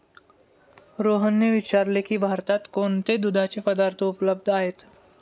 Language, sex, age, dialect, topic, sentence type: Marathi, male, 18-24, Standard Marathi, agriculture, statement